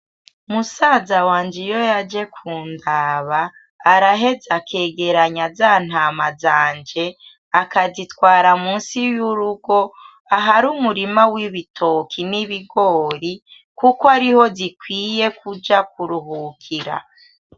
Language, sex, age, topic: Rundi, female, 25-35, agriculture